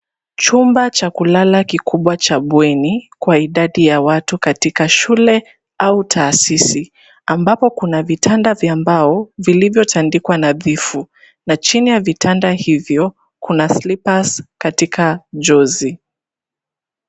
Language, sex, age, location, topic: Swahili, female, 25-35, Nairobi, education